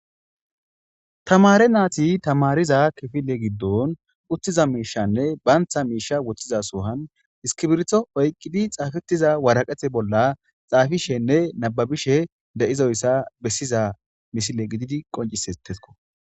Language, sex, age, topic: Gamo, male, 18-24, government